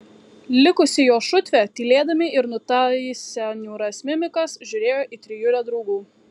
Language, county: Lithuanian, Kaunas